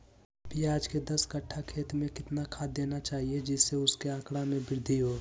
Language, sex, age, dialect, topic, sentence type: Magahi, male, 18-24, Western, agriculture, question